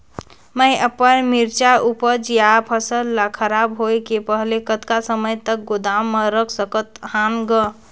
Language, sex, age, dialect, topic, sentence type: Chhattisgarhi, female, 18-24, Northern/Bhandar, agriculture, question